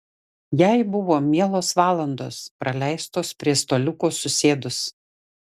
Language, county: Lithuanian, Šiauliai